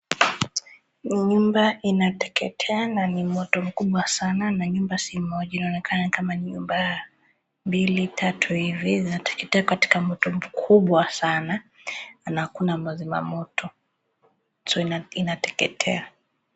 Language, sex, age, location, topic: Swahili, female, 25-35, Kisii, health